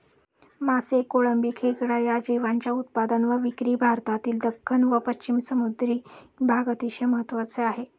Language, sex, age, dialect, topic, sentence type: Marathi, female, 31-35, Standard Marathi, agriculture, statement